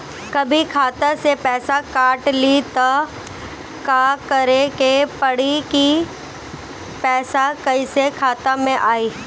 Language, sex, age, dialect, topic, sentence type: Bhojpuri, female, 18-24, Northern, banking, question